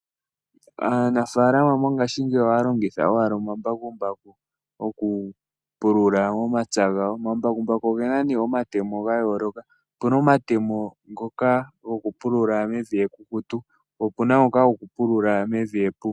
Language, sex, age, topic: Oshiwambo, male, 18-24, agriculture